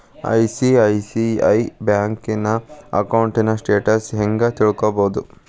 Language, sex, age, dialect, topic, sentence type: Kannada, male, 18-24, Dharwad Kannada, banking, statement